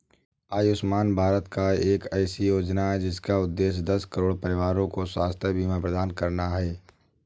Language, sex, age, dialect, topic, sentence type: Hindi, male, 18-24, Awadhi Bundeli, banking, statement